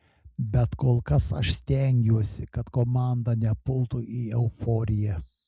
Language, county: Lithuanian, Šiauliai